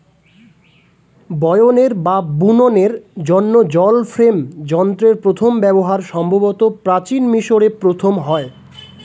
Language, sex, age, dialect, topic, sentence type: Bengali, male, 25-30, Standard Colloquial, agriculture, statement